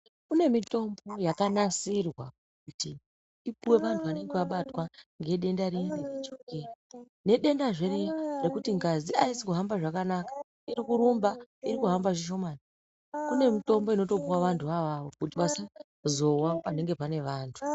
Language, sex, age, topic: Ndau, female, 36-49, health